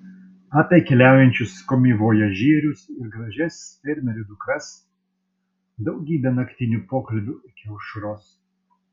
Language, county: Lithuanian, Vilnius